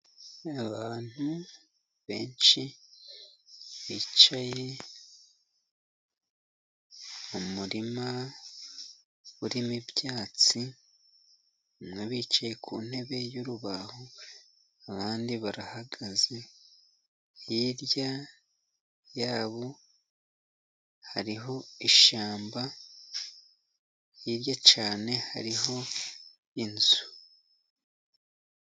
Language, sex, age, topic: Kinyarwanda, male, 50+, education